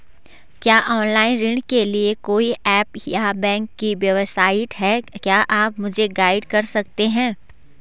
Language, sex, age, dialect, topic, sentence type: Hindi, female, 18-24, Garhwali, banking, question